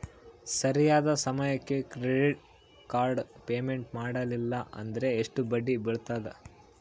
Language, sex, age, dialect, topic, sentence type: Kannada, male, 25-30, Central, banking, question